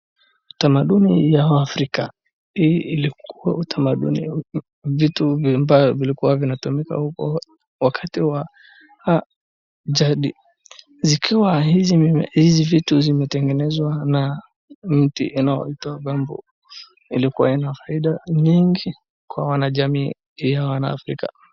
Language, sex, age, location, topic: Swahili, male, 18-24, Wajir, health